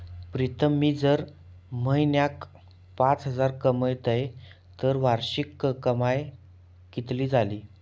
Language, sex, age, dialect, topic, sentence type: Marathi, male, 18-24, Southern Konkan, banking, statement